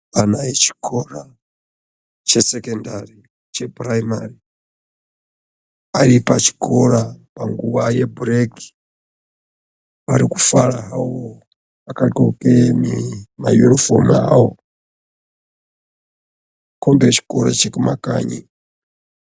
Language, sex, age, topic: Ndau, male, 36-49, education